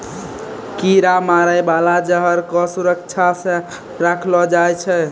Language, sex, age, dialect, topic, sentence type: Maithili, male, 18-24, Angika, agriculture, statement